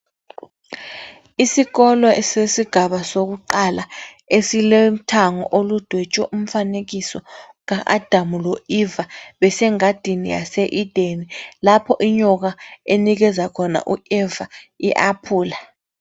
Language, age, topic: North Ndebele, 36-49, education